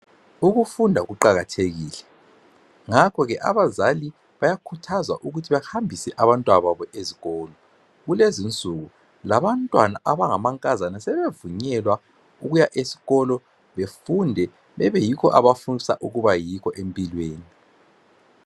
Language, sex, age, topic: North Ndebele, male, 36-49, health